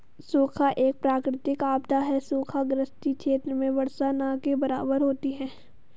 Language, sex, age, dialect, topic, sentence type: Hindi, female, 51-55, Hindustani Malvi Khadi Boli, agriculture, statement